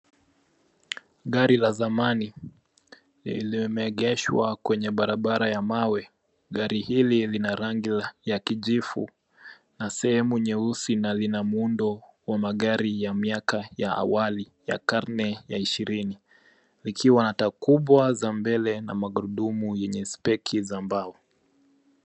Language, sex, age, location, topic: Swahili, male, 25-35, Nairobi, finance